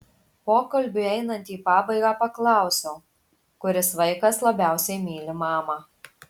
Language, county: Lithuanian, Marijampolė